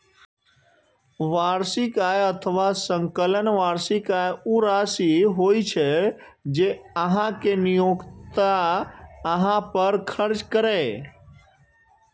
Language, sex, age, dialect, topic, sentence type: Maithili, male, 36-40, Eastern / Thethi, banking, statement